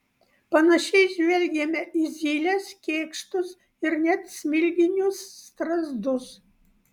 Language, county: Lithuanian, Vilnius